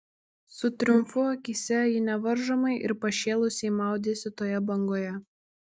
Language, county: Lithuanian, Kaunas